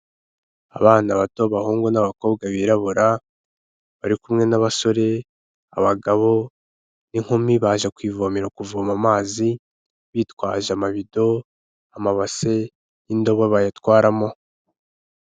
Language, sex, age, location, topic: Kinyarwanda, male, 25-35, Kigali, health